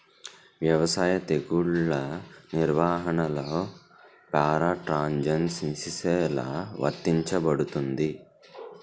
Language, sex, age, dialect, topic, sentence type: Telugu, male, 18-24, Utterandhra, agriculture, question